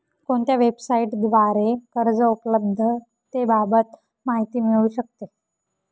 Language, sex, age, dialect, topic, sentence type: Marathi, female, 18-24, Northern Konkan, banking, question